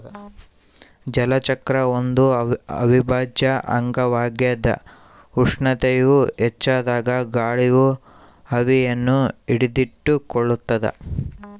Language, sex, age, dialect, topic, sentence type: Kannada, male, 18-24, Central, agriculture, statement